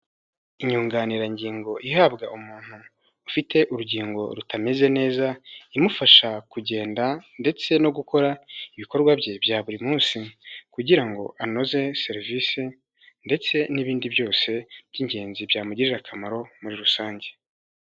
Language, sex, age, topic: Kinyarwanda, male, 18-24, health